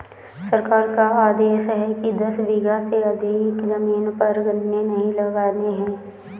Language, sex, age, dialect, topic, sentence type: Hindi, female, 18-24, Awadhi Bundeli, agriculture, statement